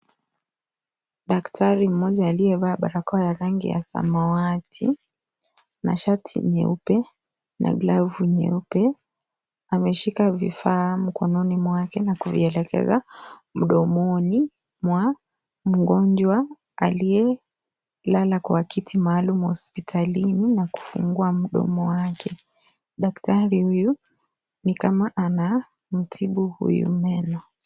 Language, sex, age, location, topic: Swahili, female, 25-35, Kisii, health